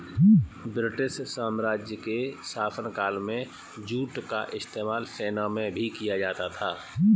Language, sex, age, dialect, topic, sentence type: Hindi, male, 41-45, Kanauji Braj Bhasha, agriculture, statement